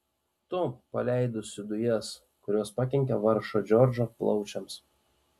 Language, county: Lithuanian, Panevėžys